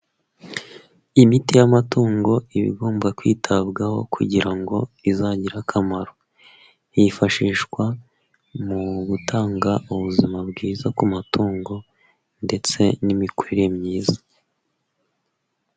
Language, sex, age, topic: Kinyarwanda, male, 25-35, agriculture